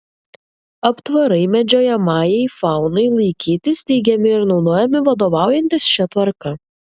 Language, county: Lithuanian, Vilnius